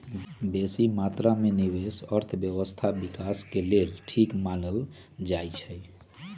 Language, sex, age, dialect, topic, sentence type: Magahi, male, 46-50, Western, banking, statement